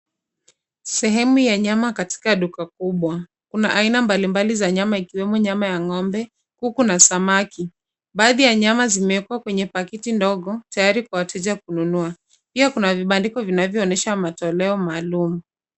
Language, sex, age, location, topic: Swahili, female, 25-35, Nairobi, finance